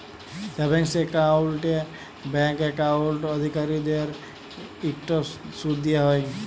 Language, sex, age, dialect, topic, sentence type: Bengali, male, 18-24, Jharkhandi, banking, statement